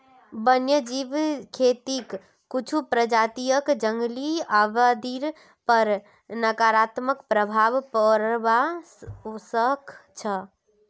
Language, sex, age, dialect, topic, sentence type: Magahi, female, 18-24, Northeastern/Surjapuri, agriculture, statement